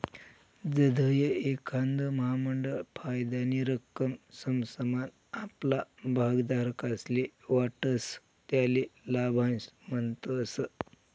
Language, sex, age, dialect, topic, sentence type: Marathi, male, 51-55, Northern Konkan, banking, statement